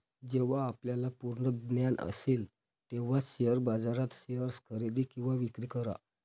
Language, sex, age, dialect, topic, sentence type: Marathi, male, 31-35, Varhadi, banking, statement